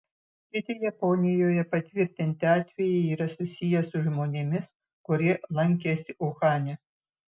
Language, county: Lithuanian, Utena